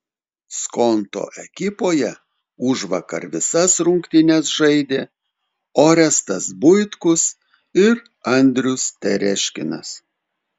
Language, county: Lithuanian, Telšiai